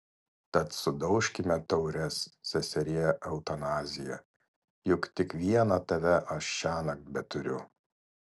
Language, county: Lithuanian, Vilnius